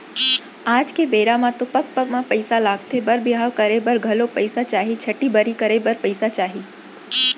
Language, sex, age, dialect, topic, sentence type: Chhattisgarhi, female, 25-30, Central, banking, statement